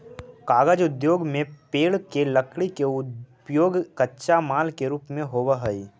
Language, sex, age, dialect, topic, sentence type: Magahi, male, 18-24, Central/Standard, banking, statement